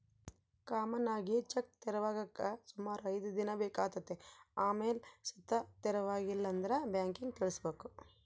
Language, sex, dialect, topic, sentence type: Kannada, female, Central, banking, statement